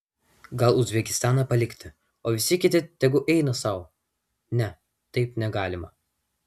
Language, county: Lithuanian, Vilnius